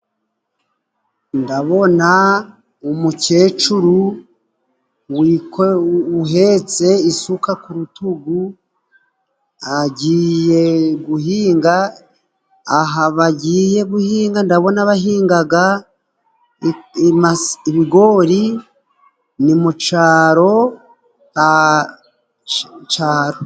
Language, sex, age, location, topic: Kinyarwanda, male, 36-49, Musanze, agriculture